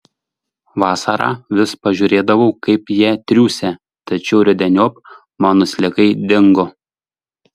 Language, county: Lithuanian, Šiauliai